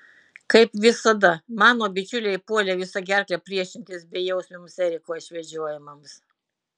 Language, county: Lithuanian, Utena